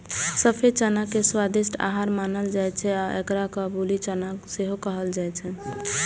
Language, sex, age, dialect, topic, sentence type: Maithili, female, 18-24, Eastern / Thethi, agriculture, statement